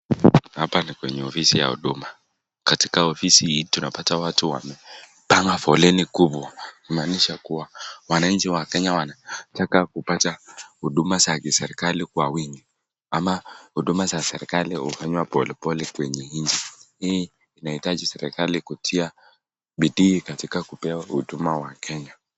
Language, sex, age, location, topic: Swahili, male, 18-24, Nakuru, government